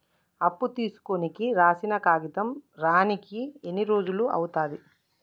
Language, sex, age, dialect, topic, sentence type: Telugu, female, 18-24, Telangana, banking, question